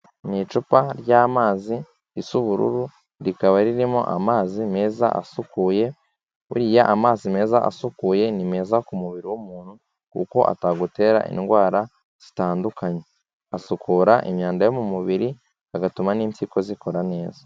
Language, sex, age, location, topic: Kinyarwanda, male, 18-24, Kigali, health